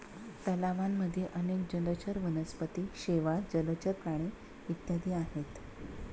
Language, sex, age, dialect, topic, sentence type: Marathi, female, 31-35, Standard Marathi, agriculture, statement